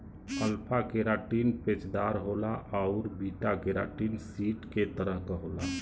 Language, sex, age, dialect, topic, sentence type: Bhojpuri, male, 36-40, Western, agriculture, statement